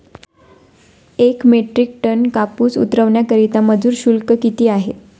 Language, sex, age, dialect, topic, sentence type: Marathi, female, 25-30, Standard Marathi, agriculture, question